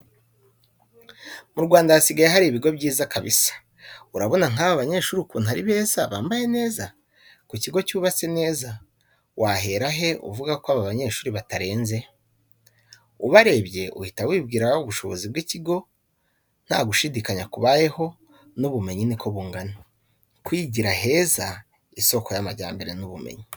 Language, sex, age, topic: Kinyarwanda, male, 25-35, education